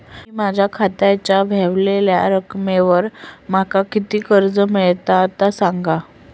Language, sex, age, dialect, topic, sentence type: Marathi, female, 18-24, Southern Konkan, banking, question